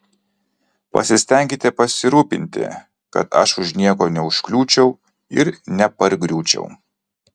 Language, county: Lithuanian, Kaunas